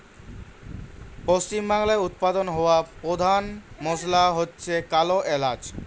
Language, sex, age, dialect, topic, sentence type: Bengali, male, <18, Western, agriculture, statement